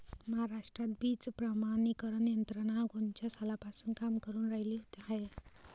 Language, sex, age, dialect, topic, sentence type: Marathi, male, 18-24, Varhadi, agriculture, question